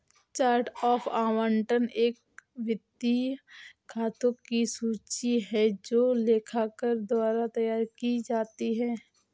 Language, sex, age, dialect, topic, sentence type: Hindi, female, 18-24, Awadhi Bundeli, banking, statement